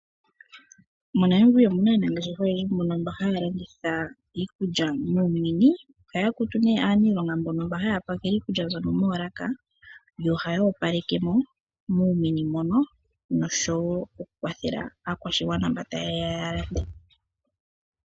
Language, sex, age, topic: Oshiwambo, female, 18-24, finance